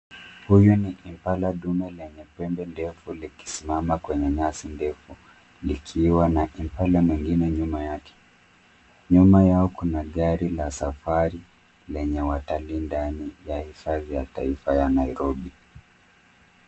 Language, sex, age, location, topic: Swahili, male, 25-35, Nairobi, government